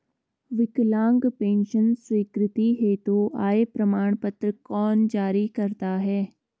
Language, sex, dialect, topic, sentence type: Hindi, female, Garhwali, banking, question